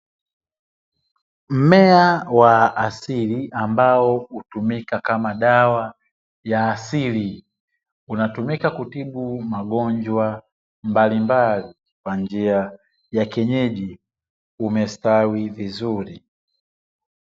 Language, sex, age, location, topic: Swahili, male, 25-35, Dar es Salaam, health